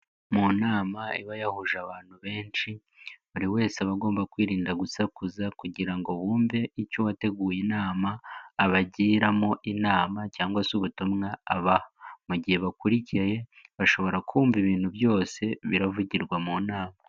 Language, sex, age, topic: Kinyarwanda, male, 18-24, government